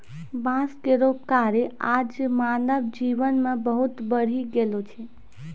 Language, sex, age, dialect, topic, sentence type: Maithili, female, 25-30, Angika, agriculture, statement